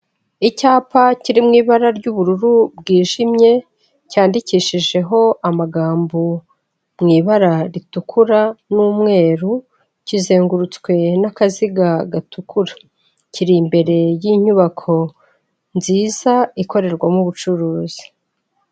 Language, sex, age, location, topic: Kinyarwanda, female, 25-35, Kigali, government